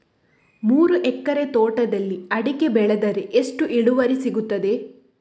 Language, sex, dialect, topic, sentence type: Kannada, female, Coastal/Dakshin, agriculture, question